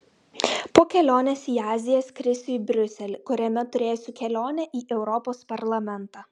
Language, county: Lithuanian, Klaipėda